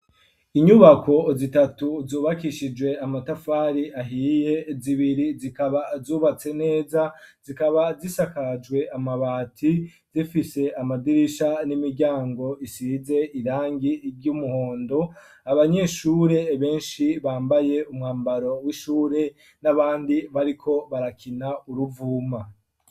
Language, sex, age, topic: Rundi, male, 25-35, education